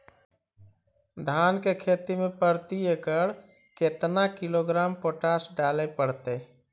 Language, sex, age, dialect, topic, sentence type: Magahi, male, 31-35, Central/Standard, agriculture, question